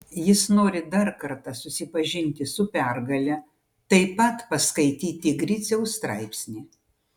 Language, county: Lithuanian, Utena